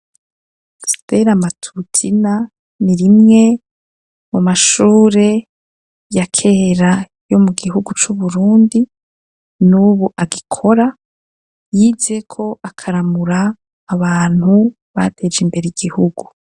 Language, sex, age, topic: Rundi, female, 25-35, education